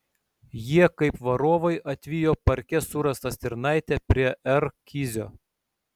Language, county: Lithuanian, Šiauliai